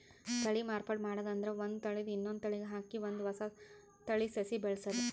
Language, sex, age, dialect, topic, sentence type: Kannada, male, 25-30, Northeastern, agriculture, statement